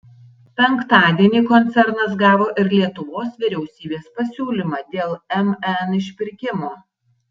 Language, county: Lithuanian, Tauragė